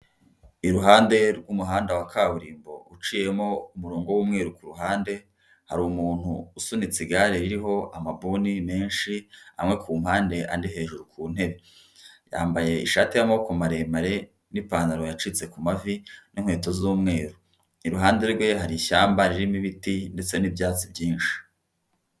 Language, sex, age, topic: Kinyarwanda, female, 50+, government